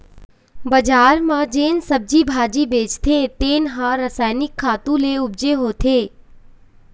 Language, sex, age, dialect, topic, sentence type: Chhattisgarhi, female, 25-30, Eastern, agriculture, statement